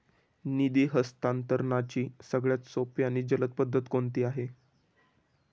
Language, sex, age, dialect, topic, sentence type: Marathi, male, 18-24, Standard Marathi, banking, question